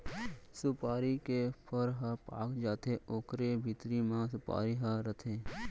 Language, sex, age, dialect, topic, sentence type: Chhattisgarhi, male, 56-60, Central, agriculture, statement